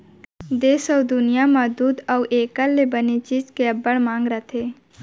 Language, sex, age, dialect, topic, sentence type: Chhattisgarhi, female, 18-24, Central, agriculture, statement